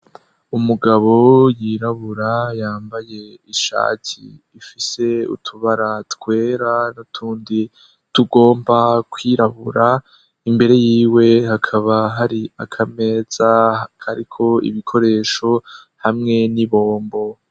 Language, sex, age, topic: Rundi, male, 18-24, education